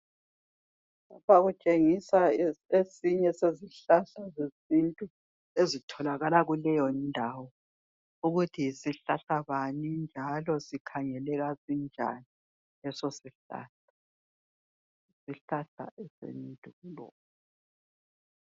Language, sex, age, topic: North Ndebele, female, 50+, health